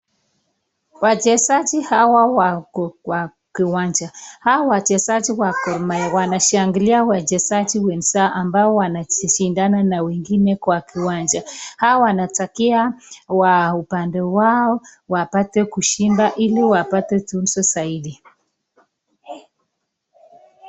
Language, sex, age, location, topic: Swahili, male, 25-35, Nakuru, government